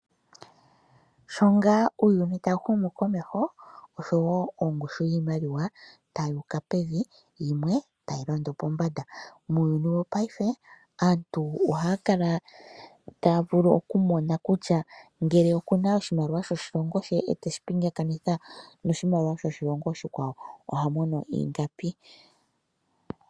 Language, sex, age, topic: Oshiwambo, female, 25-35, finance